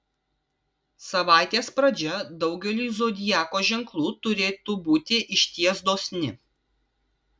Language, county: Lithuanian, Vilnius